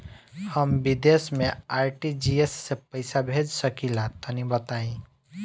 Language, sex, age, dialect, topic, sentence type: Bhojpuri, male, 25-30, Southern / Standard, banking, question